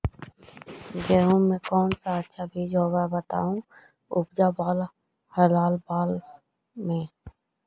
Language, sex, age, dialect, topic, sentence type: Magahi, female, 56-60, Central/Standard, agriculture, question